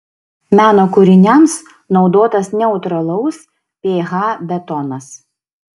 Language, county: Lithuanian, Šiauliai